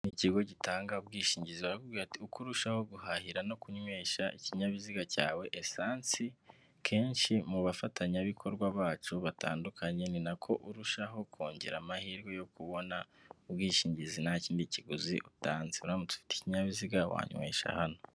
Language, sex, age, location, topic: Kinyarwanda, male, 25-35, Kigali, finance